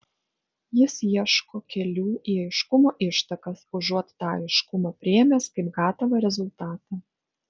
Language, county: Lithuanian, Vilnius